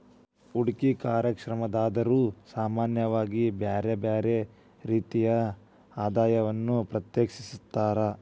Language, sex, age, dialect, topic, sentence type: Kannada, female, 18-24, Dharwad Kannada, banking, statement